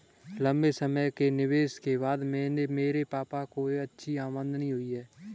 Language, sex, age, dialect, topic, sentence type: Hindi, male, 18-24, Kanauji Braj Bhasha, banking, statement